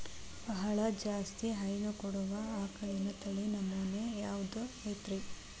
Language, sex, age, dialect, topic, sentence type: Kannada, female, 18-24, Dharwad Kannada, agriculture, question